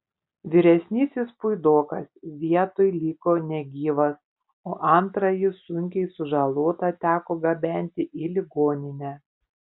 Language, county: Lithuanian, Panevėžys